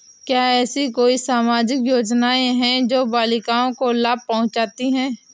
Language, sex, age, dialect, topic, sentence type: Hindi, female, 18-24, Awadhi Bundeli, banking, statement